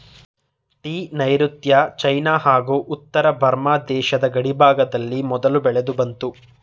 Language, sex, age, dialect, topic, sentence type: Kannada, male, 18-24, Mysore Kannada, agriculture, statement